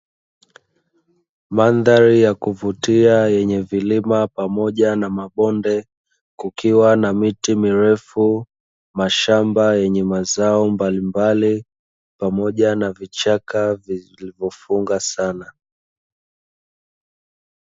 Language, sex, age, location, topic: Swahili, male, 25-35, Dar es Salaam, agriculture